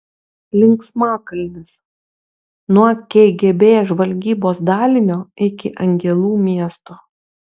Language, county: Lithuanian, Kaunas